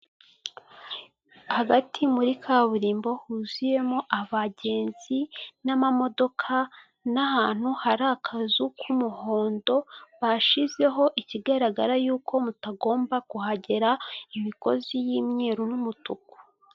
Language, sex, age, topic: Kinyarwanda, female, 25-35, government